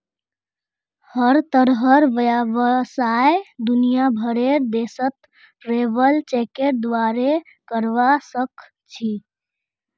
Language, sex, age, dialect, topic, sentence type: Magahi, female, 18-24, Northeastern/Surjapuri, banking, statement